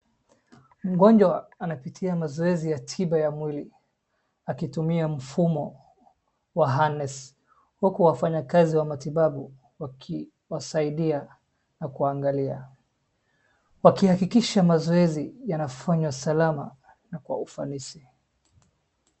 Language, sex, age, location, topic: Swahili, male, 25-35, Wajir, health